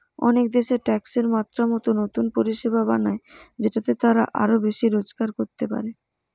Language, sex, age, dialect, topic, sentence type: Bengali, female, 18-24, Western, banking, statement